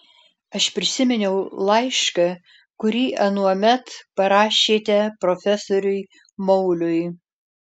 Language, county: Lithuanian, Alytus